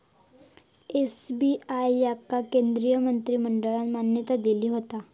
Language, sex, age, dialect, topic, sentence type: Marathi, female, 18-24, Southern Konkan, banking, statement